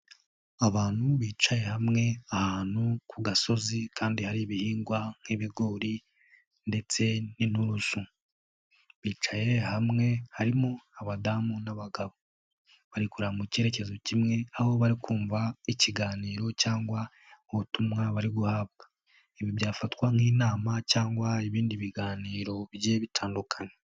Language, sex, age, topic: Kinyarwanda, male, 18-24, government